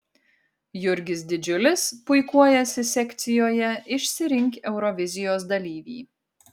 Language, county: Lithuanian, Kaunas